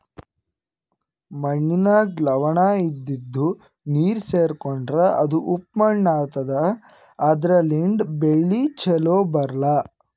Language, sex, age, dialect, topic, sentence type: Kannada, female, 25-30, Northeastern, agriculture, statement